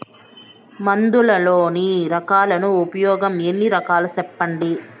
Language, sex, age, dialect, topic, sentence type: Telugu, male, 25-30, Southern, agriculture, question